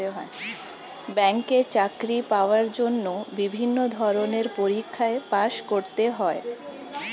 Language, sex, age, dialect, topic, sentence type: Bengali, female, 25-30, Standard Colloquial, banking, statement